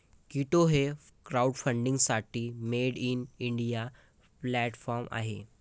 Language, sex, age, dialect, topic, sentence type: Marathi, male, 18-24, Varhadi, banking, statement